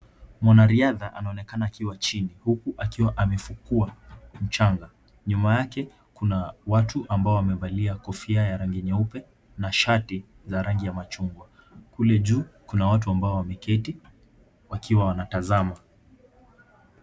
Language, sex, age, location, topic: Swahili, male, 18-24, Kisumu, government